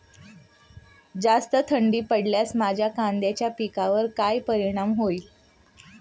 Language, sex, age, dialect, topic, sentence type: Marathi, female, 36-40, Standard Marathi, agriculture, question